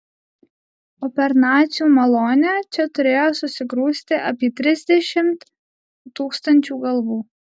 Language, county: Lithuanian, Alytus